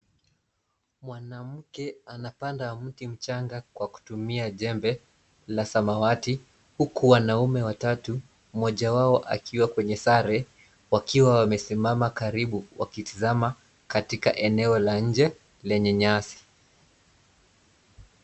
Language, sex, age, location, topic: Swahili, male, 25-35, Nairobi, government